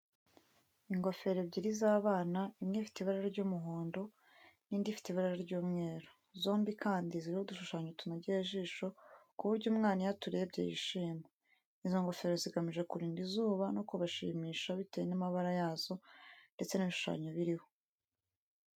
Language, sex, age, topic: Kinyarwanda, female, 18-24, education